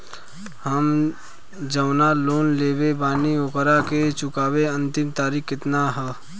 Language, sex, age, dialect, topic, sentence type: Bhojpuri, male, 25-30, Western, banking, question